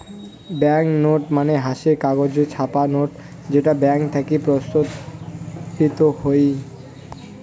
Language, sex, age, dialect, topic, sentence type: Bengali, male, 18-24, Rajbangshi, banking, statement